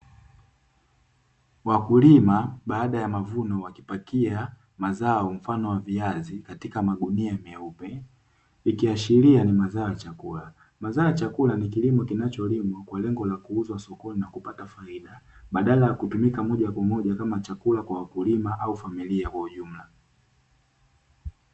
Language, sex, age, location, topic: Swahili, male, 18-24, Dar es Salaam, agriculture